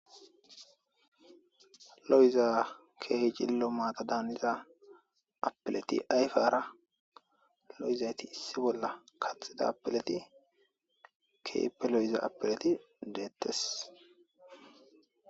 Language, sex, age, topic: Gamo, female, 18-24, agriculture